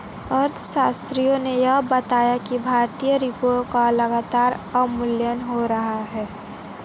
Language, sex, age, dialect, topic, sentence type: Hindi, female, 18-24, Marwari Dhudhari, banking, statement